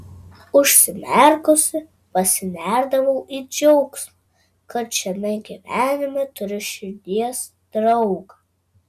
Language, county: Lithuanian, Vilnius